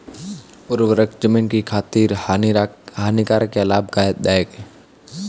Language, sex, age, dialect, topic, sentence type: Hindi, male, 18-24, Marwari Dhudhari, agriculture, question